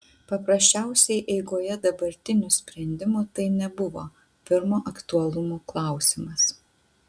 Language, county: Lithuanian, Utena